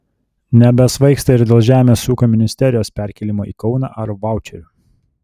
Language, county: Lithuanian, Telšiai